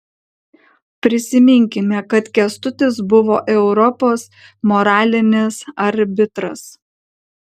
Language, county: Lithuanian, Kaunas